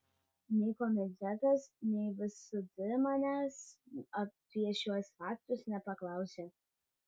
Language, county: Lithuanian, Vilnius